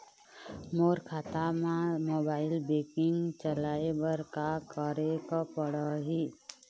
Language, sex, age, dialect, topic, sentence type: Chhattisgarhi, female, 25-30, Eastern, banking, question